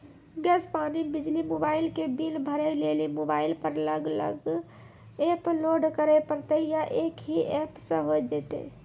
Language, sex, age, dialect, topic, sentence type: Maithili, male, 18-24, Angika, banking, question